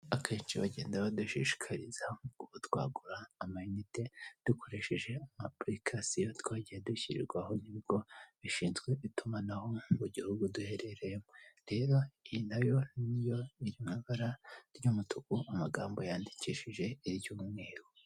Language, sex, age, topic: Kinyarwanda, female, 18-24, finance